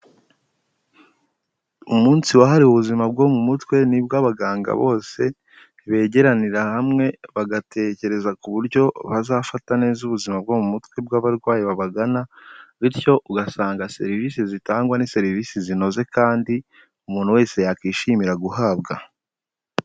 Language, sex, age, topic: Kinyarwanda, male, 18-24, health